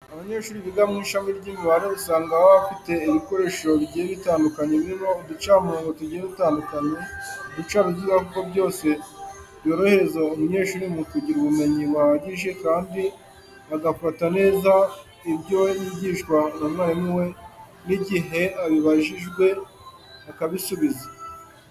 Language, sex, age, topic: Kinyarwanda, male, 18-24, education